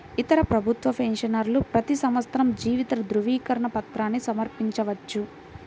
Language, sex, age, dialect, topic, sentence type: Telugu, female, 18-24, Central/Coastal, banking, statement